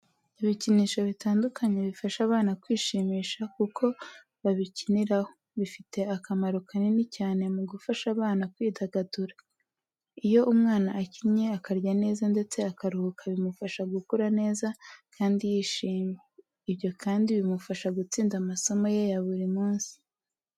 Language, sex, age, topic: Kinyarwanda, female, 18-24, education